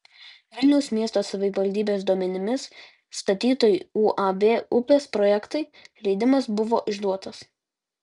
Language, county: Lithuanian, Utena